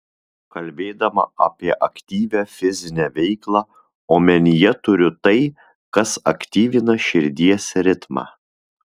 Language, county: Lithuanian, Vilnius